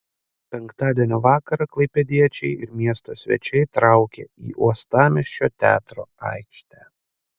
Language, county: Lithuanian, Panevėžys